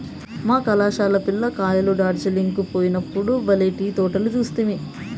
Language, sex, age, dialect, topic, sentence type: Telugu, female, 18-24, Southern, agriculture, statement